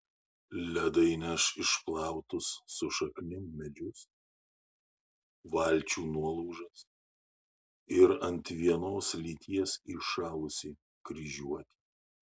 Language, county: Lithuanian, Šiauliai